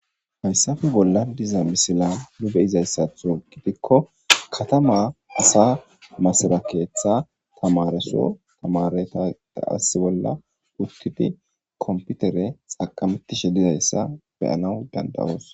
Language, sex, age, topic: Gamo, male, 18-24, government